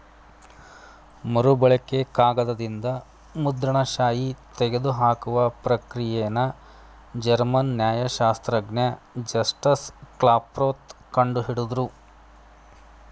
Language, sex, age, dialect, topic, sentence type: Kannada, male, 31-35, Mysore Kannada, agriculture, statement